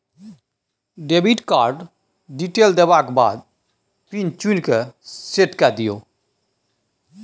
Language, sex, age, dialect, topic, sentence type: Maithili, male, 51-55, Bajjika, banking, statement